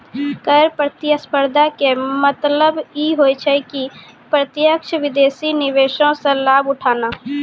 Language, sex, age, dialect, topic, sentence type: Maithili, female, 18-24, Angika, banking, statement